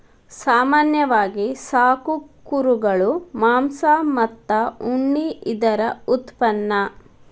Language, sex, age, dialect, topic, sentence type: Kannada, female, 36-40, Dharwad Kannada, agriculture, statement